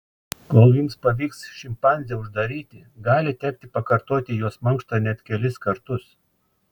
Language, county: Lithuanian, Klaipėda